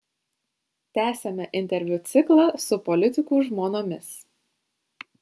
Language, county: Lithuanian, Šiauliai